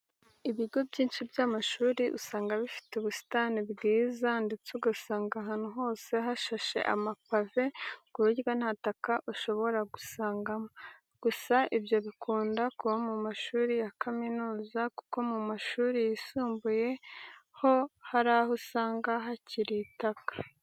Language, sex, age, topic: Kinyarwanda, female, 36-49, education